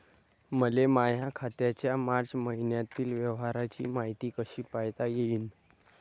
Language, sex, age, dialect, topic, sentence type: Marathi, female, 18-24, Varhadi, banking, question